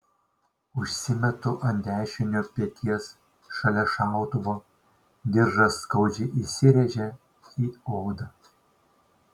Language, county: Lithuanian, Šiauliai